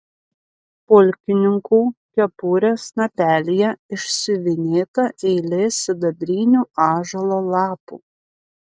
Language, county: Lithuanian, Panevėžys